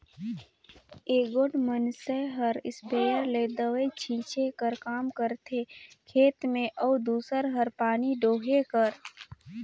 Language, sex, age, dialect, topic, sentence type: Chhattisgarhi, female, 18-24, Northern/Bhandar, agriculture, statement